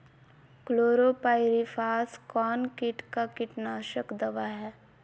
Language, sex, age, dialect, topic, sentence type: Magahi, female, 25-30, Southern, agriculture, question